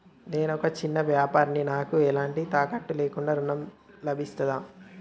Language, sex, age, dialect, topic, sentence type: Telugu, male, 18-24, Telangana, banking, question